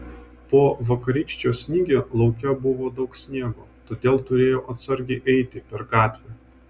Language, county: Lithuanian, Vilnius